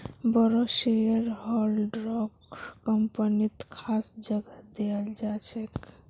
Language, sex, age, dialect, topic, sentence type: Magahi, female, 51-55, Northeastern/Surjapuri, banking, statement